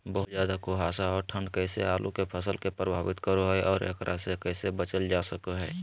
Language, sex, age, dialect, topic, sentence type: Magahi, male, 18-24, Southern, agriculture, question